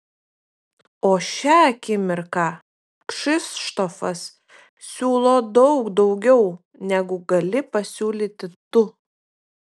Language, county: Lithuanian, Vilnius